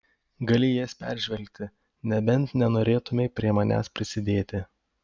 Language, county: Lithuanian, Panevėžys